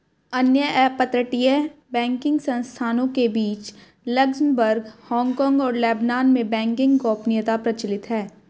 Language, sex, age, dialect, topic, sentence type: Hindi, female, 18-24, Hindustani Malvi Khadi Boli, banking, statement